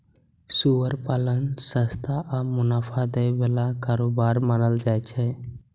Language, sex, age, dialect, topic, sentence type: Maithili, male, 18-24, Eastern / Thethi, agriculture, statement